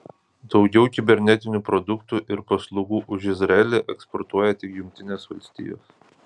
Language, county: Lithuanian, Kaunas